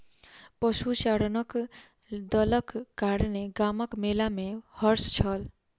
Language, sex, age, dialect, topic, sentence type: Maithili, female, 51-55, Southern/Standard, agriculture, statement